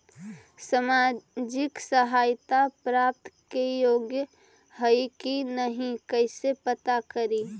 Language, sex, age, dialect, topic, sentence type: Magahi, female, 18-24, Central/Standard, banking, question